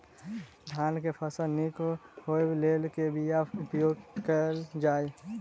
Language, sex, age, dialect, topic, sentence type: Maithili, male, 18-24, Southern/Standard, agriculture, question